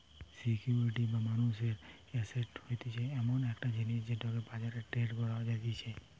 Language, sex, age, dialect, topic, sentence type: Bengali, male, 18-24, Western, banking, statement